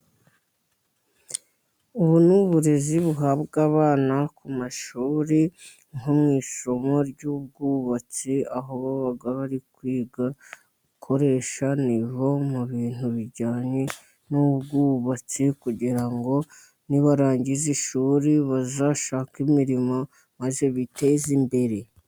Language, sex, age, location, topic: Kinyarwanda, female, 50+, Musanze, education